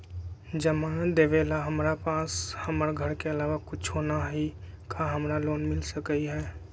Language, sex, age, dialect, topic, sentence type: Magahi, male, 25-30, Western, banking, question